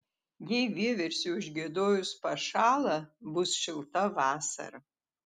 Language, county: Lithuanian, Telšiai